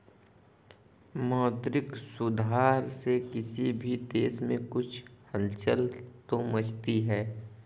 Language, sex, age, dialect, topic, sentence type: Hindi, male, 25-30, Hindustani Malvi Khadi Boli, banking, statement